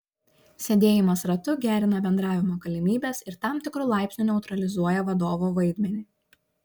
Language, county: Lithuanian, Šiauliai